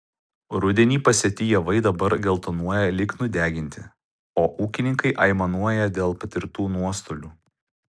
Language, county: Lithuanian, Utena